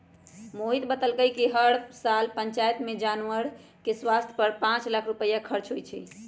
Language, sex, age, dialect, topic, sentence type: Magahi, male, 25-30, Western, agriculture, statement